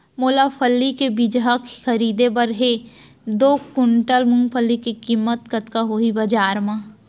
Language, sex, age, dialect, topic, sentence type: Chhattisgarhi, female, 31-35, Central, agriculture, question